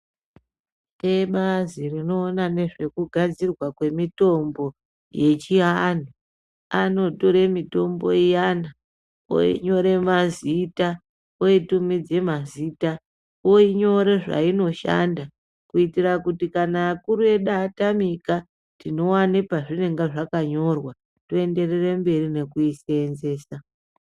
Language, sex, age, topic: Ndau, male, 18-24, health